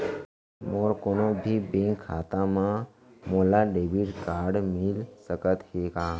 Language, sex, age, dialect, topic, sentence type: Chhattisgarhi, male, 25-30, Central, banking, question